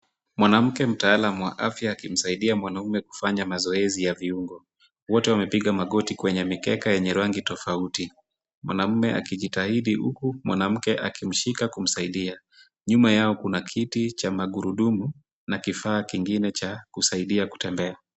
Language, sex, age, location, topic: Swahili, male, 25-35, Kisumu, health